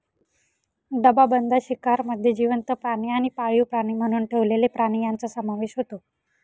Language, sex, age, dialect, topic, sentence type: Marathi, female, 18-24, Northern Konkan, agriculture, statement